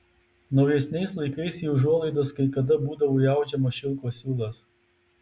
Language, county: Lithuanian, Tauragė